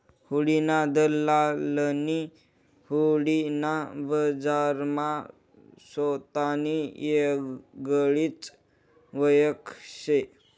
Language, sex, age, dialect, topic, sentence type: Marathi, male, 31-35, Northern Konkan, banking, statement